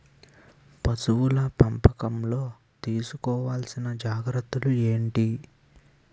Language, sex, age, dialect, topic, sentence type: Telugu, male, 18-24, Utterandhra, agriculture, question